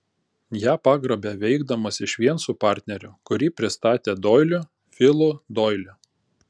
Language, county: Lithuanian, Panevėžys